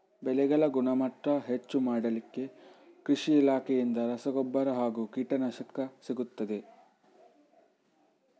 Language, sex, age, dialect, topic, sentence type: Kannada, male, 18-24, Coastal/Dakshin, agriculture, question